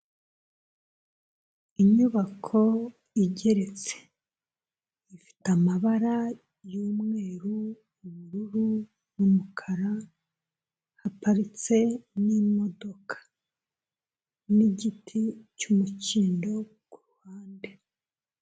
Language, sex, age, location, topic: Kinyarwanda, female, 25-35, Kigali, health